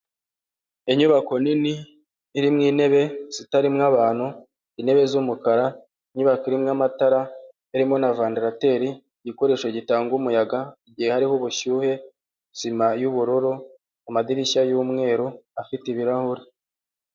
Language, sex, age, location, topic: Kinyarwanda, male, 25-35, Huye, health